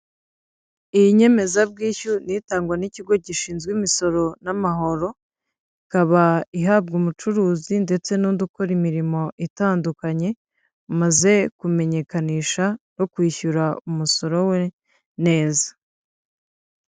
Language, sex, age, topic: Kinyarwanda, female, 25-35, finance